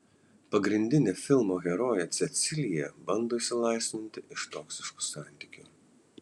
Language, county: Lithuanian, Kaunas